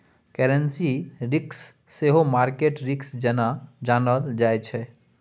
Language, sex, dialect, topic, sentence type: Maithili, male, Bajjika, banking, statement